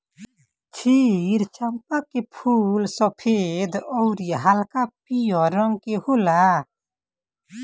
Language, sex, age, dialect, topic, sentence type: Bhojpuri, male, 18-24, Northern, agriculture, statement